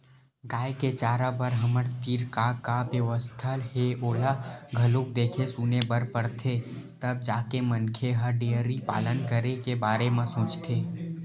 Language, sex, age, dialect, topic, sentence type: Chhattisgarhi, male, 18-24, Western/Budati/Khatahi, agriculture, statement